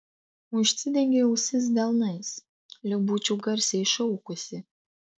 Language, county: Lithuanian, Tauragė